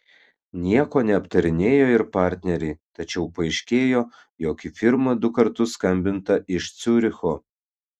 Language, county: Lithuanian, Kaunas